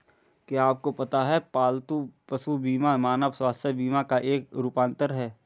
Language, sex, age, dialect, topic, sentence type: Hindi, male, 41-45, Awadhi Bundeli, banking, statement